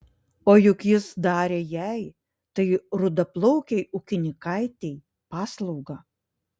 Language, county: Lithuanian, Panevėžys